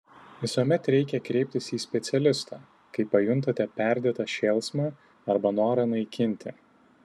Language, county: Lithuanian, Tauragė